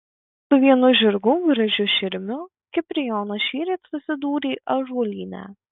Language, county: Lithuanian, Kaunas